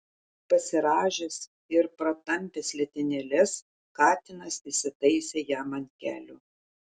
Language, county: Lithuanian, Šiauliai